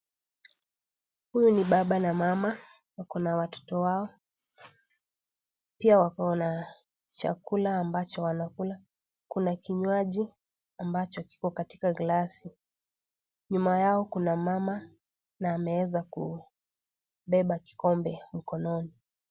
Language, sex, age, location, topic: Swahili, female, 18-24, Kisii, finance